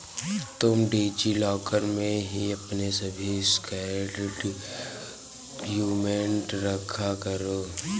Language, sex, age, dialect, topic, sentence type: Hindi, male, 36-40, Awadhi Bundeli, banking, statement